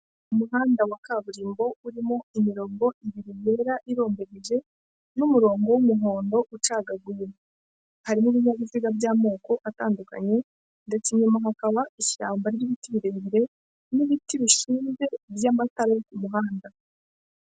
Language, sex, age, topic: Kinyarwanda, female, 25-35, government